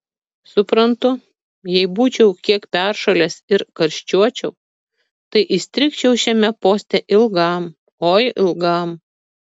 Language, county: Lithuanian, Kaunas